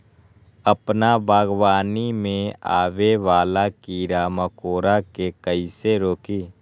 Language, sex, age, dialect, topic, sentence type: Magahi, male, 18-24, Western, agriculture, question